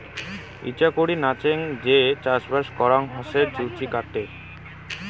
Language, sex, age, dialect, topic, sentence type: Bengali, male, 18-24, Rajbangshi, agriculture, statement